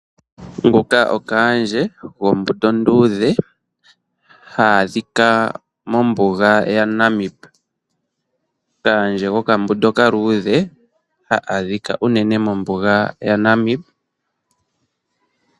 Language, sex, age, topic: Oshiwambo, male, 25-35, agriculture